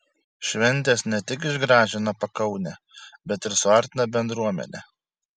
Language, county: Lithuanian, Šiauliai